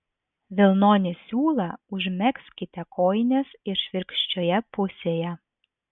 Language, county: Lithuanian, Vilnius